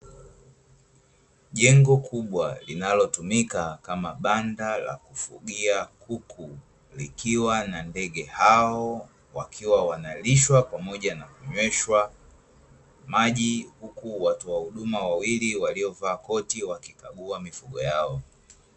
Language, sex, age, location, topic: Swahili, male, 25-35, Dar es Salaam, agriculture